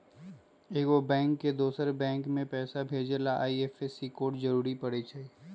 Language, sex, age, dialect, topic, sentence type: Magahi, male, 25-30, Western, banking, statement